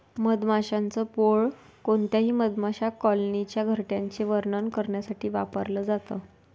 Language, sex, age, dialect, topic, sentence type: Marathi, female, 25-30, Northern Konkan, agriculture, statement